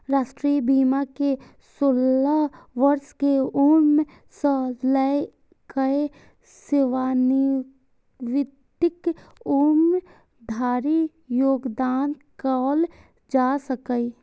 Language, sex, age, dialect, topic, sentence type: Maithili, female, 18-24, Eastern / Thethi, banking, statement